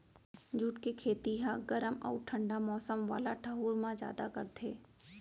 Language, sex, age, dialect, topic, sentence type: Chhattisgarhi, female, 25-30, Central, agriculture, statement